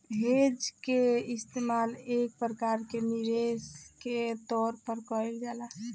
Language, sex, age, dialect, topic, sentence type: Bhojpuri, female, 25-30, Southern / Standard, banking, statement